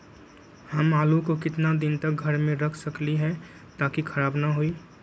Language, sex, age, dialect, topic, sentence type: Magahi, male, 25-30, Western, agriculture, question